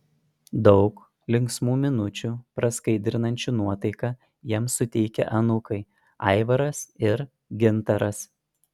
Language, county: Lithuanian, Panevėžys